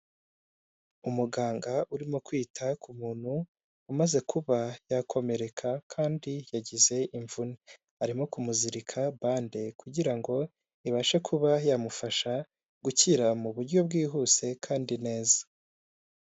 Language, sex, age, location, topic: Kinyarwanda, male, 18-24, Huye, health